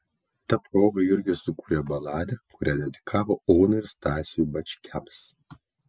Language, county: Lithuanian, Kaunas